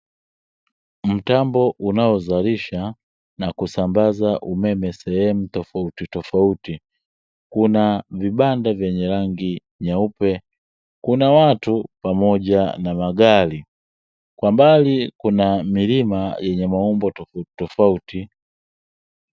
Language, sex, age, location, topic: Swahili, male, 25-35, Dar es Salaam, government